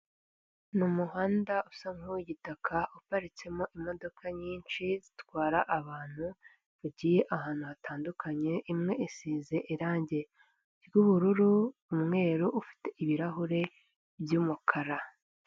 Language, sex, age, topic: Kinyarwanda, female, 18-24, government